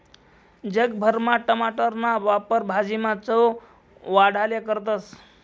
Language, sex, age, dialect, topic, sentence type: Marathi, male, 25-30, Northern Konkan, agriculture, statement